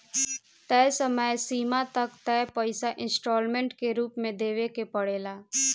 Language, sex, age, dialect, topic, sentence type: Bhojpuri, female, 18-24, Southern / Standard, banking, statement